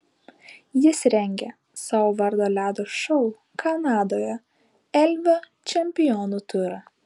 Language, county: Lithuanian, Klaipėda